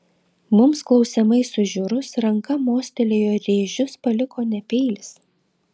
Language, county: Lithuanian, Klaipėda